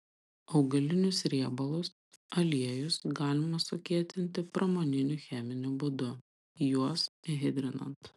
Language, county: Lithuanian, Panevėžys